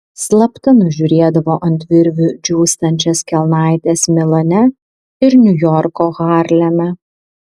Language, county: Lithuanian, Vilnius